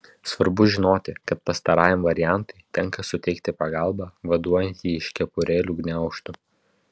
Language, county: Lithuanian, Vilnius